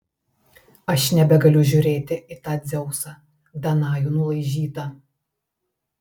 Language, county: Lithuanian, Telšiai